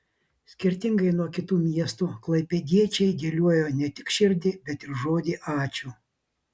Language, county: Lithuanian, Vilnius